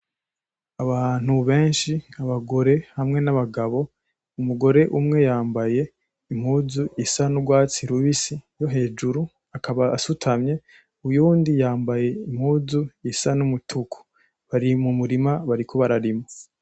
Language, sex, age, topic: Rundi, male, 18-24, agriculture